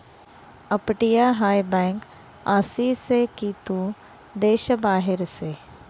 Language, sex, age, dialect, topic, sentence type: Marathi, female, 31-35, Northern Konkan, banking, statement